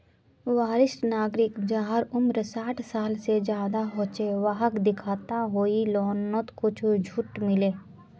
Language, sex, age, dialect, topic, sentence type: Magahi, female, 18-24, Northeastern/Surjapuri, banking, statement